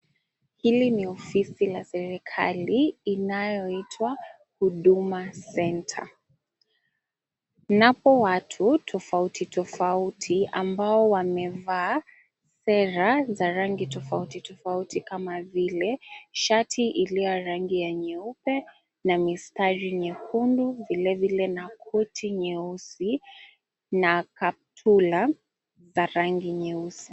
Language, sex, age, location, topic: Swahili, female, 25-35, Mombasa, government